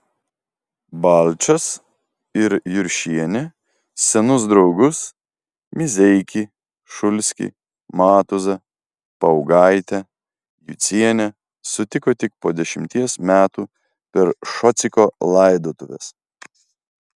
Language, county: Lithuanian, Vilnius